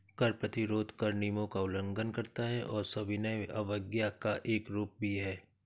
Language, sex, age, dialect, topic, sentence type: Hindi, male, 36-40, Awadhi Bundeli, banking, statement